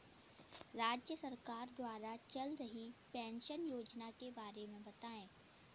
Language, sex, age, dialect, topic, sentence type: Hindi, female, 60-100, Kanauji Braj Bhasha, banking, question